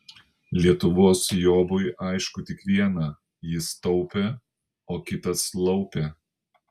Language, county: Lithuanian, Panevėžys